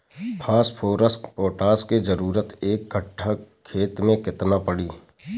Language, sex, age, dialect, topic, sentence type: Bhojpuri, male, 31-35, Southern / Standard, agriculture, question